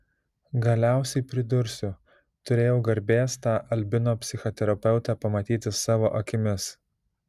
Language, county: Lithuanian, Šiauliai